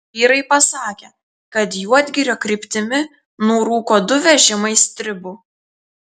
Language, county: Lithuanian, Telšiai